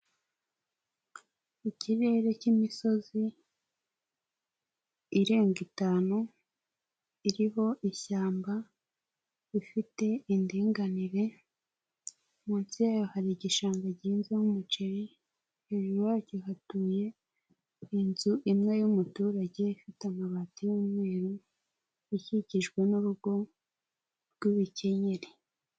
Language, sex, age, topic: Kinyarwanda, female, 18-24, agriculture